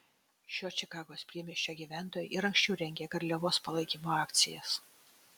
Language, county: Lithuanian, Utena